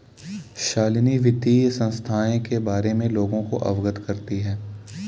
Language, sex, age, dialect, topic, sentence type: Hindi, male, 18-24, Kanauji Braj Bhasha, banking, statement